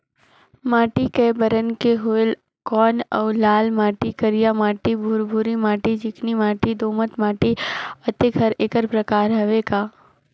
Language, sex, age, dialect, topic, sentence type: Chhattisgarhi, female, 56-60, Northern/Bhandar, agriculture, question